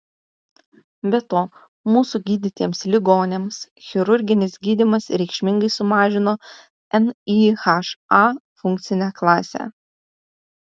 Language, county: Lithuanian, Utena